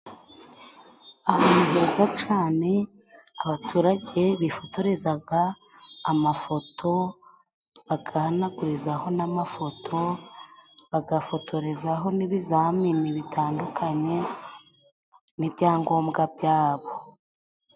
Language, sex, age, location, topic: Kinyarwanda, female, 25-35, Musanze, finance